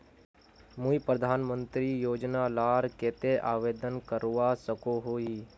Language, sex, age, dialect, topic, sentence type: Magahi, male, 56-60, Northeastern/Surjapuri, banking, question